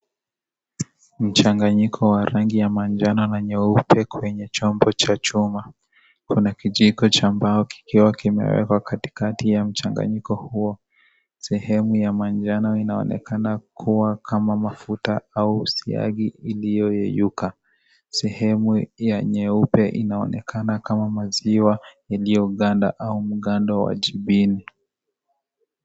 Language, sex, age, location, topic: Swahili, male, 25-35, Kisii, agriculture